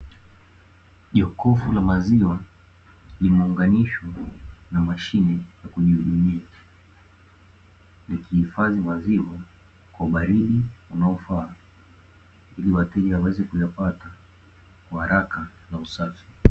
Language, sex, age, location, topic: Swahili, male, 18-24, Dar es Salaam, finance